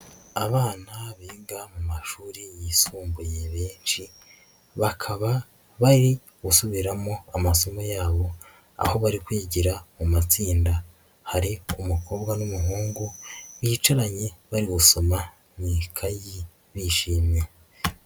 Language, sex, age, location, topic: Kinyarwanda, female, 18-24, Nyagatare, education